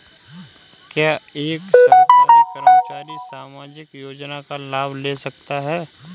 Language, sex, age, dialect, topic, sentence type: Hindi, male, 25-30, Kanauji Braj Bhasha, banking, question